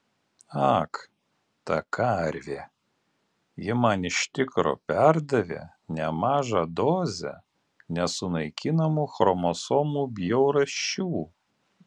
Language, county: Lithuanian, Alytus